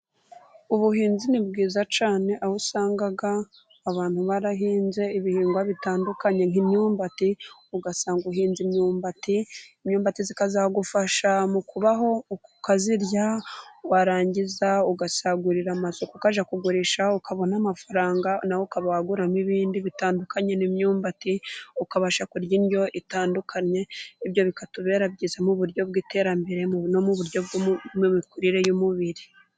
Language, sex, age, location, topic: Kinyarwanda, female, 25-35, Burera, agriculture